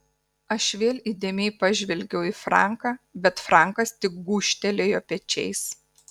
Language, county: Lithuanian, Kaunas